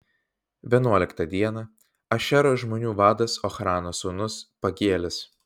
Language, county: Lithuanian, Vilnius